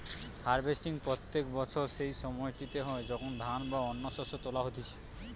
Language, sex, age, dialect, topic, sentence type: Bengali, male, 18-24, Western, agriculture, statement